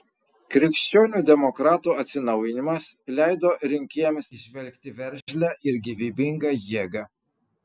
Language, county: Lithuanian, Kaunas